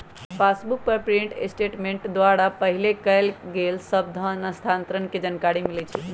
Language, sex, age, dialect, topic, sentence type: Magahi, male, 18-24, Western, banking, statement